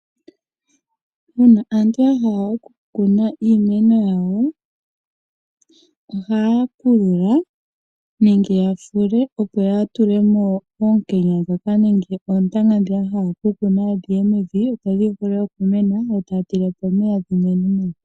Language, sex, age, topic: Oshiwambo, female, 18-24, agriculture